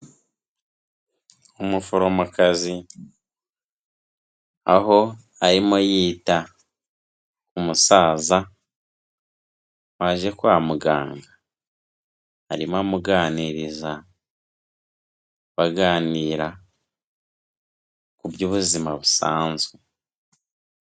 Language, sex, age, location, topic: Kinyarwanda, female, 18-24, Kigali, health